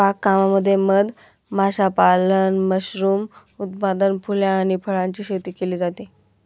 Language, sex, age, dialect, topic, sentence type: Marathi, female, 18-24, Northern Konkan, agriculture, statement